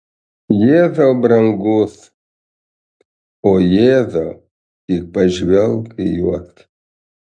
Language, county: Lithuanian, Panevėžys